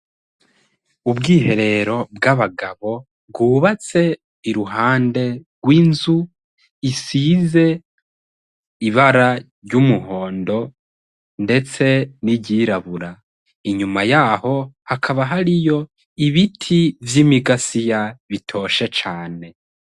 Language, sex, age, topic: Rundi, male, 25-35, education